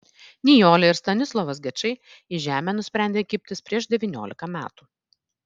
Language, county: Lithuanian, Vilnius